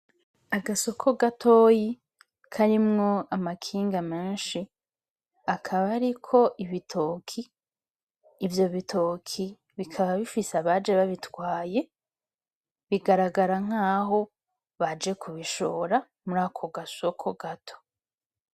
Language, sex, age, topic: Rundi, female, 25-35, agriculture